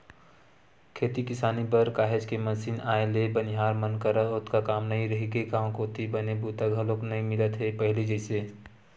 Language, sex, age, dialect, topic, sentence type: Chhattisgarhi, male, 18-24, Western/Budati/Khatahi, agriculture, statement